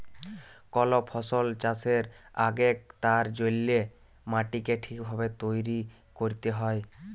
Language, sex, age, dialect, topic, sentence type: Bengali, male, 18-24, Jharkhandi, agriculture, statement